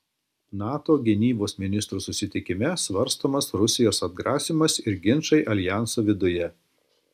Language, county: Lithuanian, Klaipėda